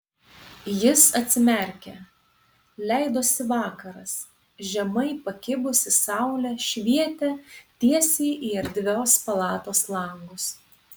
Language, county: Lithuanian, Panevėžys